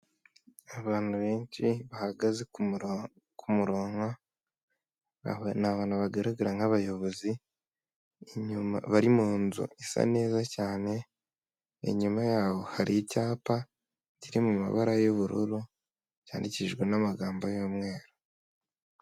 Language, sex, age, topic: Kinyarwanda, male, 18-24, government